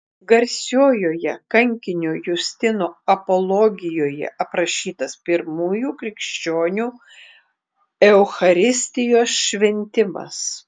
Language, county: Lithuanian, Klaipėda